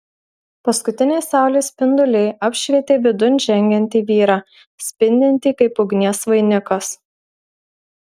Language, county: Lithuanian, Marijampolė